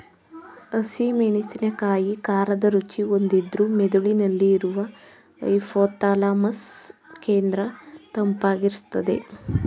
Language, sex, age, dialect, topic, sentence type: Kannada, female, 18-24, Mysore Kannada, agriculture, statement